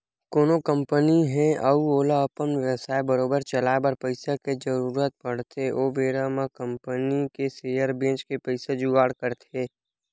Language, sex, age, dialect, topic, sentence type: Chhattisgarhi, male, 18-24, Western/Budati/Khatahi, banking, statement